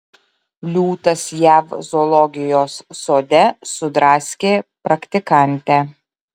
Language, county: Lithuanian, Utena